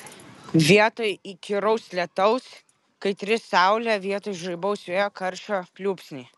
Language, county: Lithuanian, Vilnius